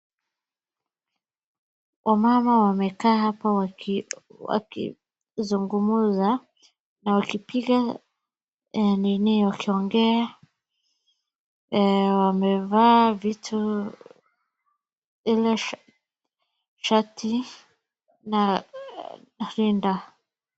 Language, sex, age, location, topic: Swahili, female, 25-35, Wajir, health